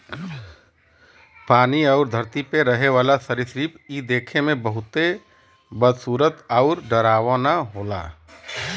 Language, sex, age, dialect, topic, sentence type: Bhojpuri, male, 31-35, Western, agriculture, statement